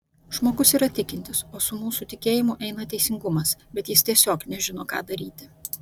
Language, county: Lithuanian, Vilnius